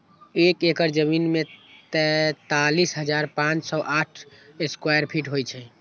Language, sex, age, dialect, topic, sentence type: Magahi, male, 18-24, Western, agriculture, statement